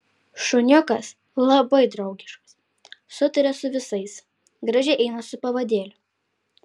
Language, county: Lithuanian, Alytus